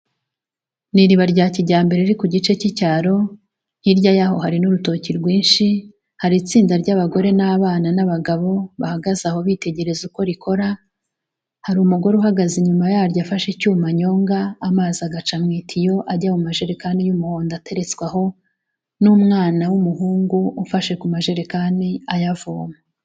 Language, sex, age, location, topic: Kinyarwanda, female, 36-49, Kigali, health